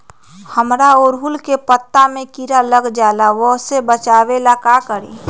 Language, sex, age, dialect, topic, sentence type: Magahi, female, 31-35, Western, agriculture, question